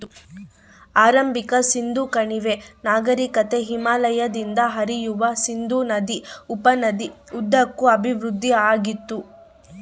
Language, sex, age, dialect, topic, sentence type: Kannada, female, 18-24, Central, agriculture, statement